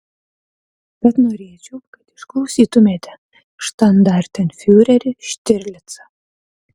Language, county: Lithuanian, Utena